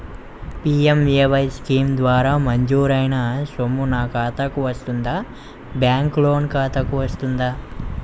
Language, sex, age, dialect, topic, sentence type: Telugu, male, 25-30, Utterandhra, banking, question